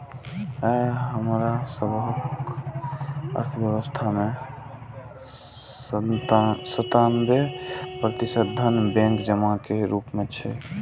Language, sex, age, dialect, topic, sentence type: Maithili, male, 18-24, Eastern / Thethi, banking, statement